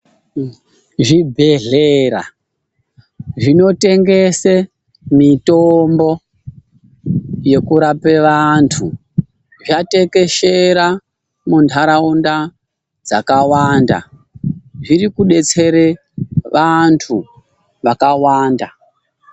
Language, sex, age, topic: Ndau, male, 36-49, health